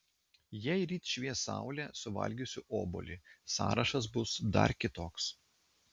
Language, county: Lithuanian, Klaipėda